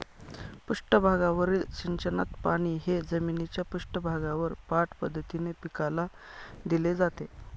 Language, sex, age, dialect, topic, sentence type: Marathi, male, 25-30, Northern Konkan, agriculture, statement